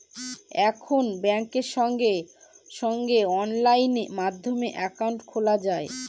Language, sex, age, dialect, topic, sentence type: Bengali, female, 25-30, Northern/Varendri, banking, statement